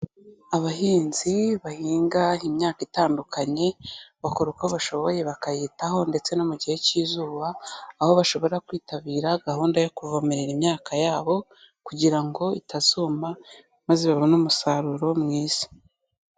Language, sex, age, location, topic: Kinyarwanda, female, 18-24, Kigali, agriculture